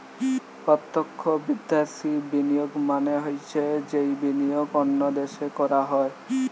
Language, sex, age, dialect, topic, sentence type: Bengali, male, 18-24, Western, banking, statement